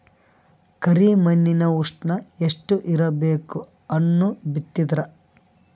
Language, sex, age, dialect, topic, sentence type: Kannada, male, 25-30, Northeastern, agriculture, question